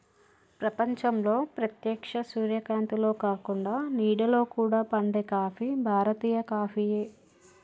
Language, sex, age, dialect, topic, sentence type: Telugu, male, 36-40, Telangana, agriculture, statement